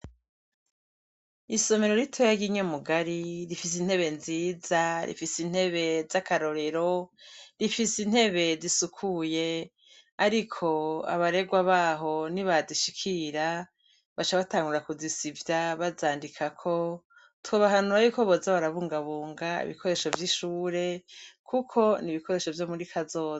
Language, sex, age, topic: Rundi, female, 36-49, education